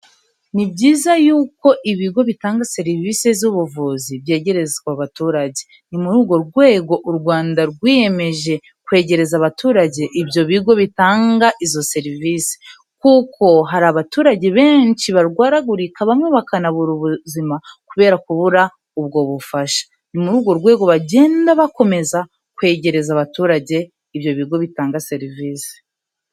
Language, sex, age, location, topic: Kinyarwanda, female, 18-24, Kigali, health